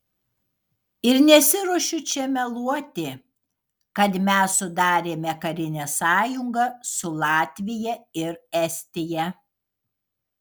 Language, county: Lithuanian, Kaunas